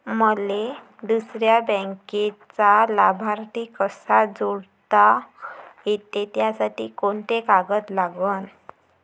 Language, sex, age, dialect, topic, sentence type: Marathi, female, 18-24, Varhadi, banking, question